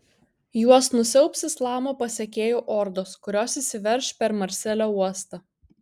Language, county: Lithuanian, Kaunas